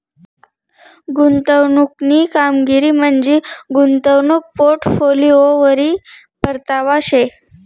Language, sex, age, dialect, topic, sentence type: Marathi, female, 31-35, Northern Konkan, banking, statement